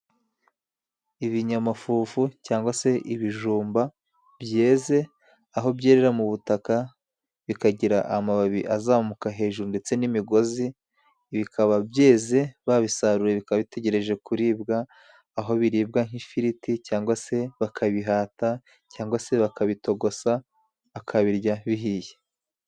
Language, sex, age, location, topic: Kinyarwanda, male, 25-35, Musanze, agriculture